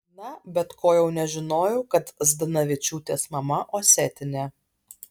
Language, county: Lithuanian, Alytus